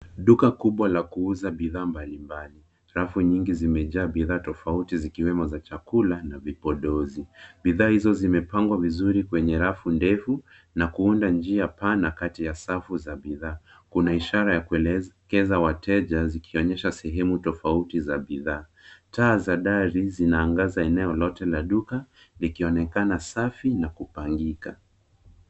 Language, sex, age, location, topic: Swahili, male, 25-35, Nairobi, finance